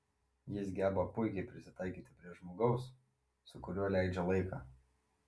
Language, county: Lithuanian, Vilnius